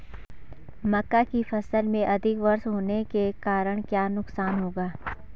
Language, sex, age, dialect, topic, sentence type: Hindi, female, 18-24, Garhwali, agriculture, question